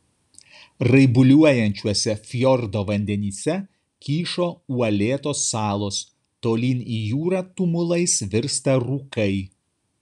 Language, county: Lithuanian, Kaunas